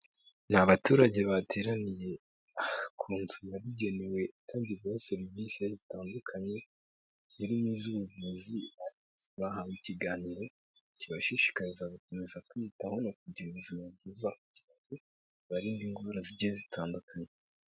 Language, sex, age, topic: Kinyarwanda, male, 18-24, health